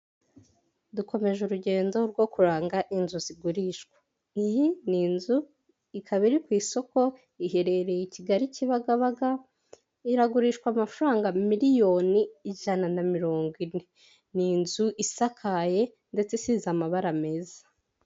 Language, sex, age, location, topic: Kinyarwanda, female, 18-24, Huye, finance